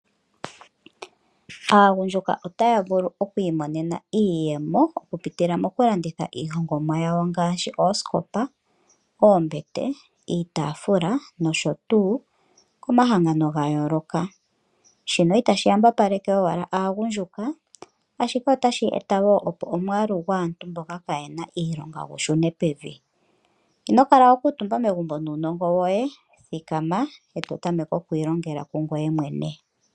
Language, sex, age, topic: Oshiwambo, female, 25-35, finance